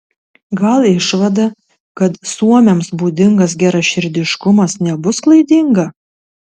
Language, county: Lithuanian, Tauragė